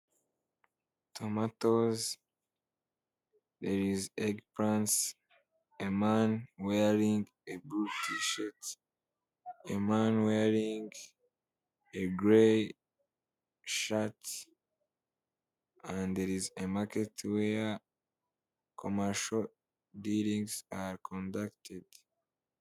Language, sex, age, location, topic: Kinyarwanda, male, 18-24, Kigali, finance